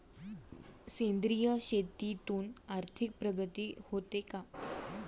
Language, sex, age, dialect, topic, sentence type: Marathi, female, 18-24, Standard Marathi, agriculture, question